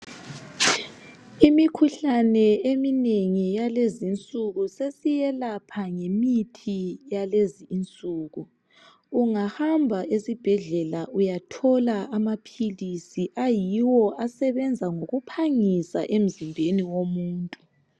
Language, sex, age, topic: North Ndebele, female, 25-35, health